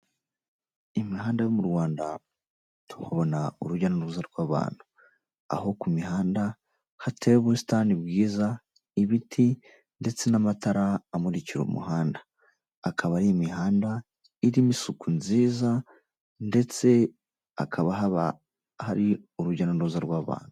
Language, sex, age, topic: Kinyarwanda, male, 18-24, government